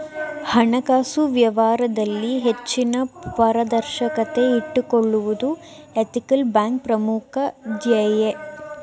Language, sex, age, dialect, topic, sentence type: Kannada, female, 18-24, Mysore Kannada, banking, statement